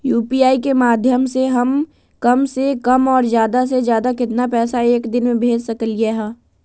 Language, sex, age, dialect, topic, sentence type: Magahi, female, 18-24, Western, banking, question